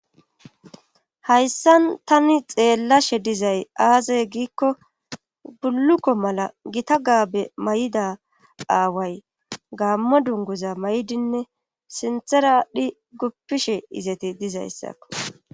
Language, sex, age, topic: Gamo, female, 36-49, government